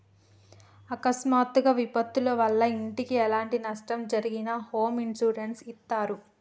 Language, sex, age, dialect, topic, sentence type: Telugu, female, 25-30, Telangana, banking, statement